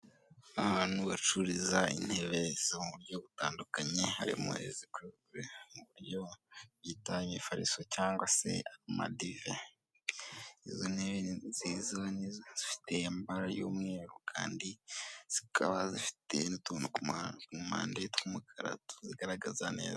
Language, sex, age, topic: Kinyarwanda, male, 18-24, finance